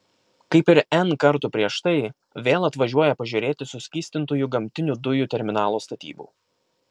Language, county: Lithuanian, Kaunas